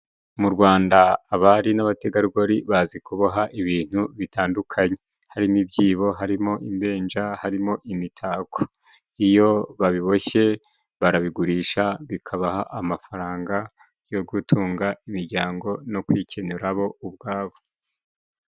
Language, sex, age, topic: Kinyarwanda, male, 36-49, government